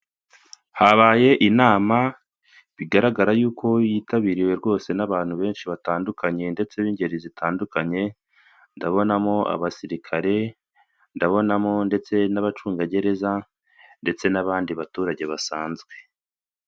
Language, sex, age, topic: Kinyarwanda, male, 25-35, government